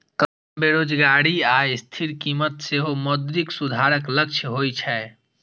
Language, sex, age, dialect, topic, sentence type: Maithili, female, 36-40, Eastern / Thethi, banking, statement